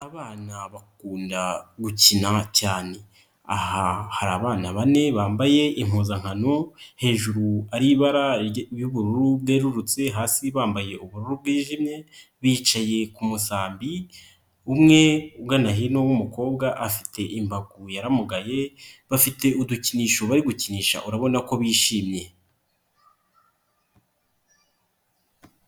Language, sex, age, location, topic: Kinyarwanda, male, 25-35, Nyagatare, education